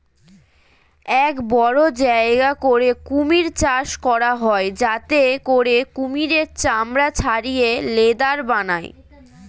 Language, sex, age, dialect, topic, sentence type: Bengali, female, 25-30, Standard Colloquial, agriculture, statement